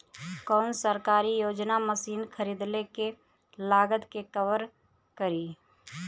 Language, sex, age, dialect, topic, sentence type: Bhojpuri, female, 31-35, Southern / Standard, agriculture, question